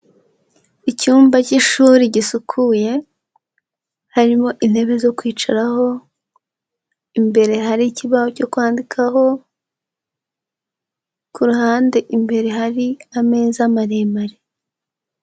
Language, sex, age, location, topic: Kinyarwanda, female, 18-24, Huye, education